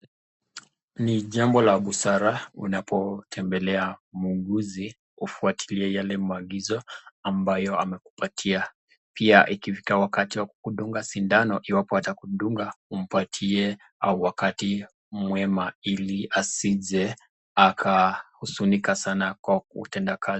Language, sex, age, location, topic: Swahili, male, 25-35, Nakuru, health